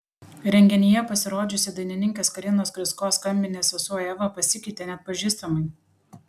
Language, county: Lithuanian, Panevėžys